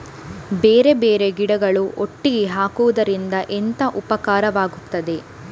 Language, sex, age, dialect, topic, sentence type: Kannada, female, 18-24, Coastal/Dakshin, agriculture, question